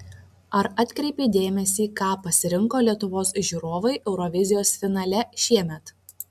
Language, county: Lithuanian, Vilnius